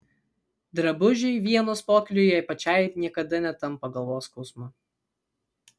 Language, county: Lithuanian, Vilnius